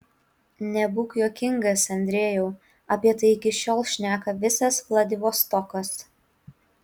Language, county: Lithuanian, Utena